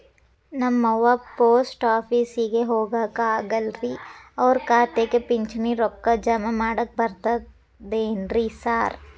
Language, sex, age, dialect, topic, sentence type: Kannada, female, 18-24, Dharwad Kannada, banking, question